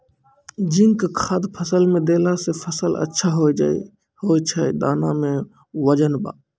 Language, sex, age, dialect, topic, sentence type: Maithili, male, 25-30, Angika, agriculture, question